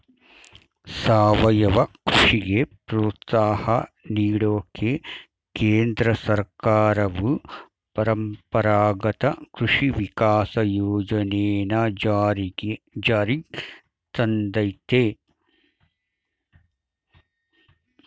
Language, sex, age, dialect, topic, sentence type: Kannada, male, 51-55, Mysore Kannada, agriculture, statement